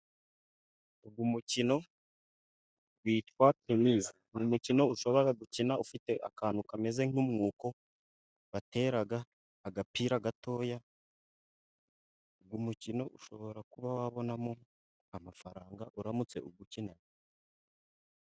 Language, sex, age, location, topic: Kinyarwanda, male, 50+, Musanze, government